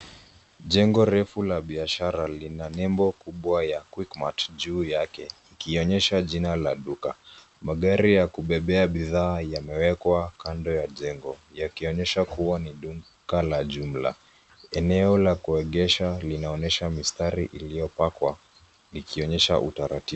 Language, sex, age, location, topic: Swahili, male, 18-24, Nairobi, finance